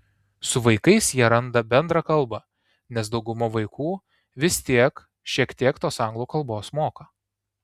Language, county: Lithuanian, Tauragė